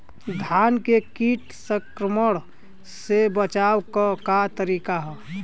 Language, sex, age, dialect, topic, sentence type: Bhojpuri, male, 25-30, Western, agriculture, question